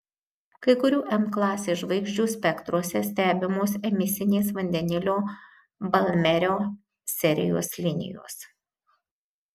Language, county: Lithuanian, Marijampolė